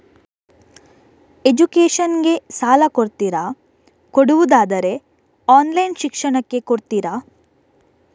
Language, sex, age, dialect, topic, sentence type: Kannada, female, 56-60, Coastal/Dakshin, banking, question